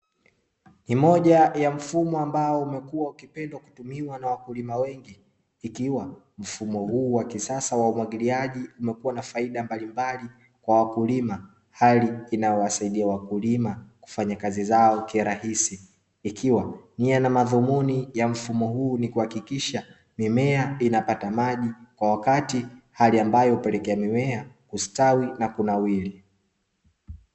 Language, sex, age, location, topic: Swahili, male, 25-35, Dar es Salaam, agriculture